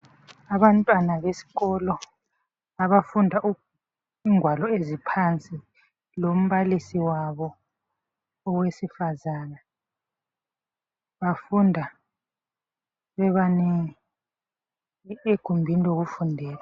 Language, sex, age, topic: North Ndebele, female, 36-49, health